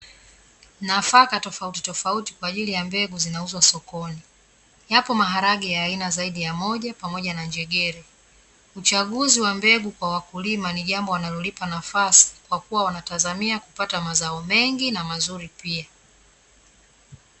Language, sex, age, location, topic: Swahili, female, 36-49, Dar es Salaam, agriculture